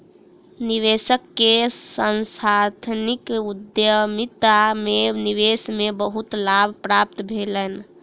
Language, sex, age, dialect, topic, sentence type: Maithili, female, 18-24, Southern/Standard, banking, statement